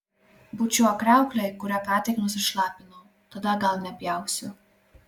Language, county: Lithuanian, Klaipėda